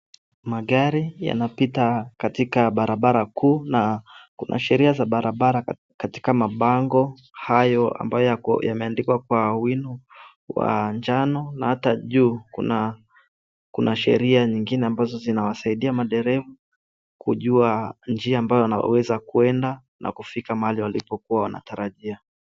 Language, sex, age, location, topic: Swahili, male, 18-24, Nairobi, government